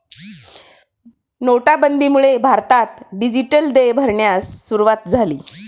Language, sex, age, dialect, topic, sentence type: Marathi, female, 36-40, Standard Marathi, banking, statement